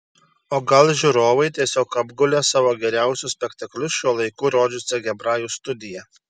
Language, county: Lithuanian, Šiauliai